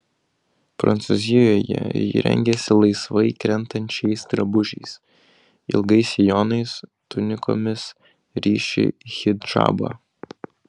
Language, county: Lithuanian, Kaunas